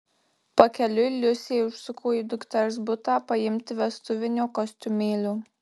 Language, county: Lithuanian, Marijampolė